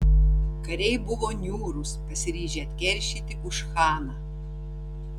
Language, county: Lithuanian, Tauragė